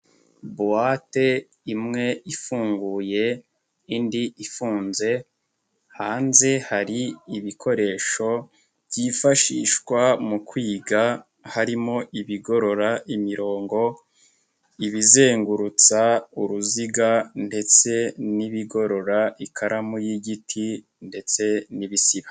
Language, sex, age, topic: Kinyarwanda, male, 18-24, education